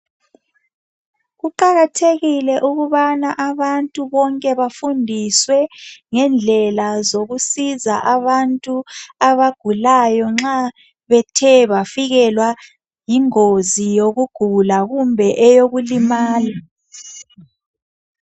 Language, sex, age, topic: North Ndebele, male, 25-35, health